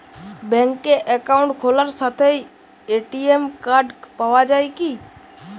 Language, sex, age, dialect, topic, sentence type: Bengali, male, 18-24, Jharkhandi, banking, question